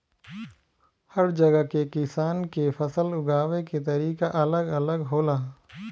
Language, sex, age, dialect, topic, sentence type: Bhojpuri, male, 25-30, Southern / Standard, agriculture, statement